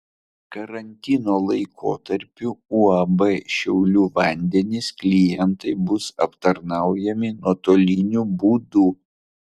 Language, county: Lithuanian, Vilnius